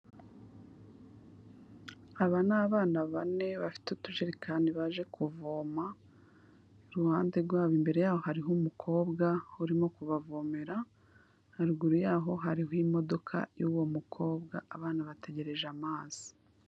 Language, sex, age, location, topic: Kinyarwanda, female, 25-35, Kigali, health